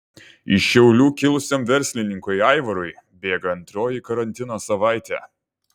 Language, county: Lithuanian, Kaunas